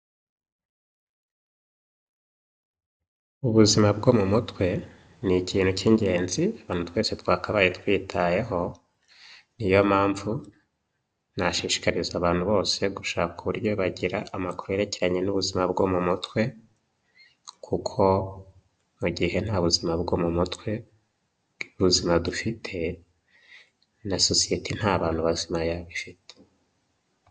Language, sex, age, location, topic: Kinyarwanda, male, 25-35, Huye, health